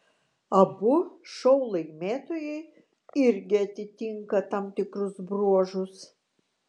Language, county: Lithuanian, Vilnius